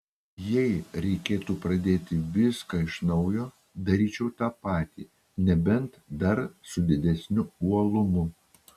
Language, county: Lithuanian, Utena